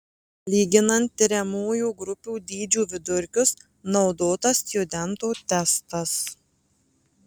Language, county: Lithuanian, Marijampolė